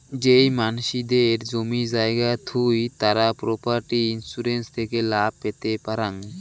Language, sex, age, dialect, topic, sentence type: Bengali, male, 18-24, Rajbangshi, banking, statement